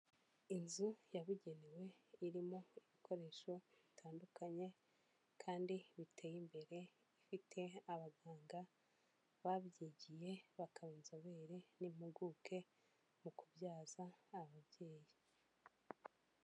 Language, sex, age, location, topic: Kinyarwanda, female, 25-35, Kigali, health